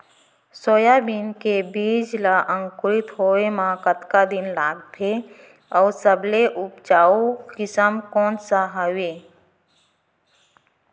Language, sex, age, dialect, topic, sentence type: Chhattisgarhi, female, 31-35, Central, agriculture, question